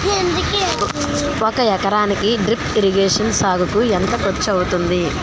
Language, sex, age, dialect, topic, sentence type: Telugu, female, 31-35, Utterandhra, agriculture, question